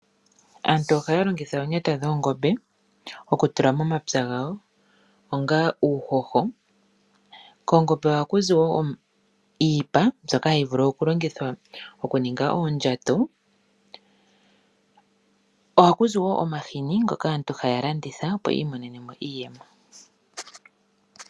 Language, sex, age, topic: Oshiwambo, female, 25-35, agriculture